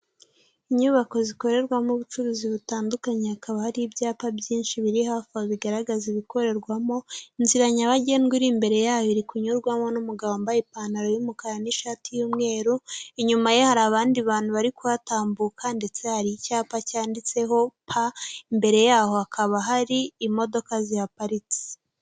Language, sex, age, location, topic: Kinyarwanda, female, 18-24, Kigali, finance